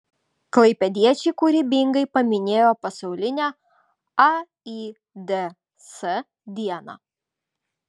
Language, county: Lithuanian, Vilnius